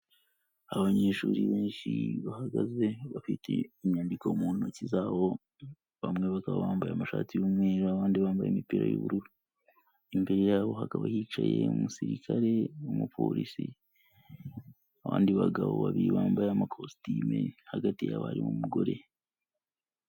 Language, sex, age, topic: Kinyarwanda, male, 25-35, government